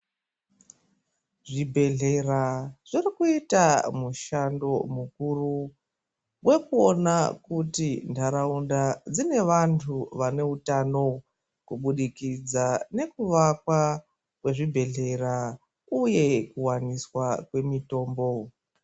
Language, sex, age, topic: Ndau, female, 25-35, health